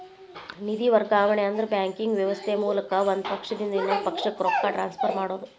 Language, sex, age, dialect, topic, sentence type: Kannada, male, 41-45, Dharwad Kannada, banking, statement